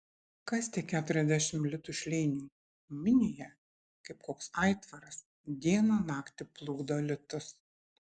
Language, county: Lithuanian, Šiauliai